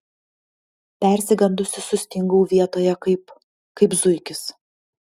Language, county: Lithuanian, Panevėžys